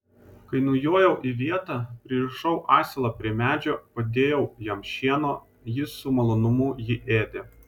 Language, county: Lithuanian, Vilnius